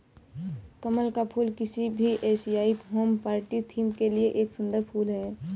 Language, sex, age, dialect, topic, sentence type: Hindi, female, 18-24, Awadhi Bundeli, agriculture, statement